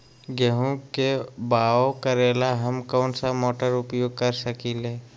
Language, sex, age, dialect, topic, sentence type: Magahi, male, 25-30, Western, agriculture, question